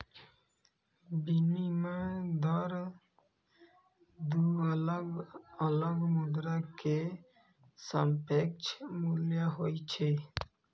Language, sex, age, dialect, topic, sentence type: Maithili, male, 25-30, Eastern / Thethi, banking, statement